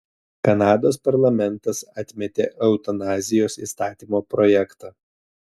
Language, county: Lithuanian, Telšiai